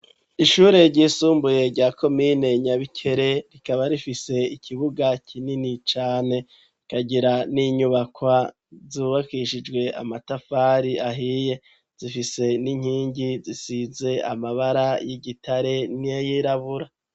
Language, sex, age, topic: Rundi, male, 36-49, education